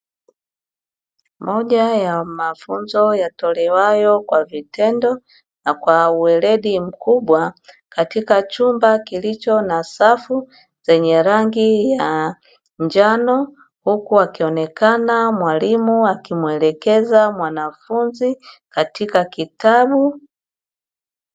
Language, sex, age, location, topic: Swahili, female, 50+, Dar es Salaam, education